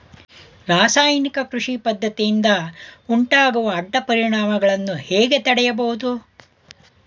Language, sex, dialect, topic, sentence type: Kannada, male, Mysore Kannada, agriculture, question